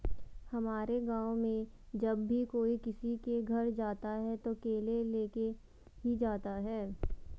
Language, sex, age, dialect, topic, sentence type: Hindi, female, 18-24, Garhwali, agriculture, statement